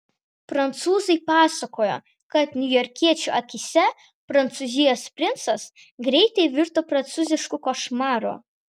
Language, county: Lithuanian, Vilnius